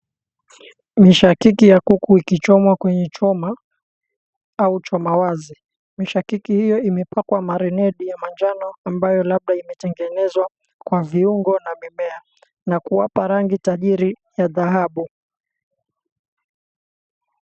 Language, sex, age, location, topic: Swahili, male, 18-24, Mombasa, agriculture